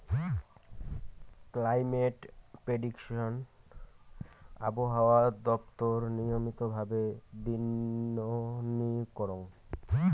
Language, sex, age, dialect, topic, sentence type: Bengali, male, <18, Rajbangshi, agriculture, statement